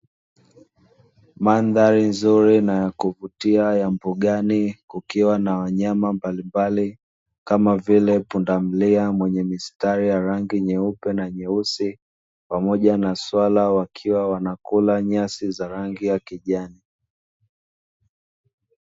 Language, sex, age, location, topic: Swahili, male, 25-35, Dar es Salaam, agriculture